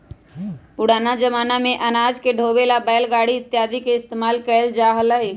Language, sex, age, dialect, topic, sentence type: Magahi, female, 25-30, Western, agriculture, statement